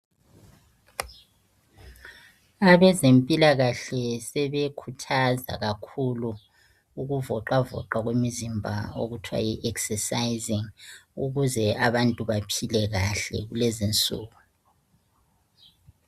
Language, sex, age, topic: North Ndebele, female, 36-49, health